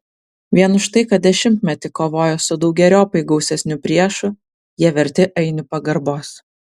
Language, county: Lithuanian, Vilnius